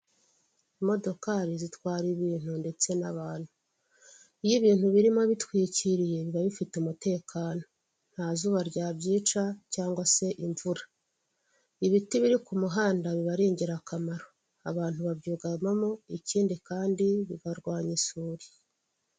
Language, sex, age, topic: Kinyarwanda, female, 36-49, government